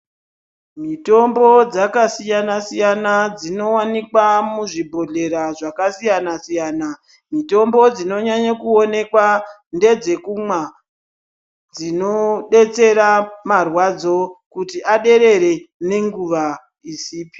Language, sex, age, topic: Ndau, female, 36-49, health